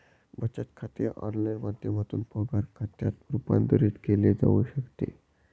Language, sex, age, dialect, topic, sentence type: Marathi, male, 18-24, Varhadi, banking, statement